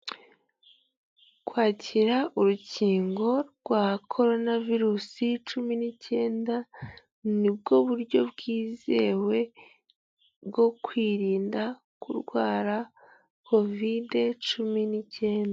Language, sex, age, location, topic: Kinyarwanda, female, 18-24, Huye, health